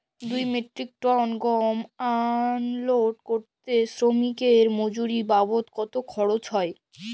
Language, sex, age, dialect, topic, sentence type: Bengali, female, <18, Jharkhandi, agriculture, question